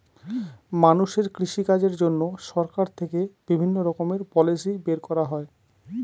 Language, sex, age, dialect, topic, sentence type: Bengali, male, 25-30, Northern/Varendri, agriculture, statement